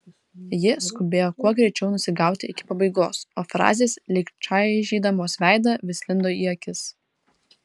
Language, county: Lithuanian, Vilnius